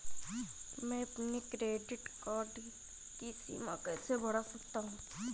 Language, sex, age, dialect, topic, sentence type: Hindi, female, 25-30, Awadhi Bundeli, banking, question